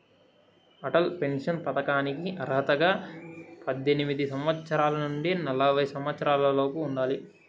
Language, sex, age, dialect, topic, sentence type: Telugu, male, 18-24, Southern, banking, statement